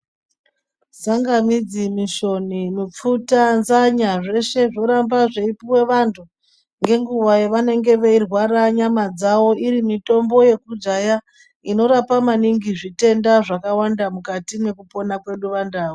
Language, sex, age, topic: Ndau, female, 36-49, health